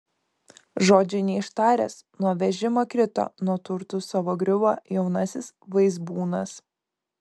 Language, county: Lithuanian, Kaunas